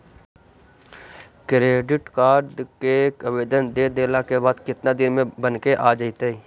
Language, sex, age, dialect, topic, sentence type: Magahi, male, 60-100, Central/Standard, banking, question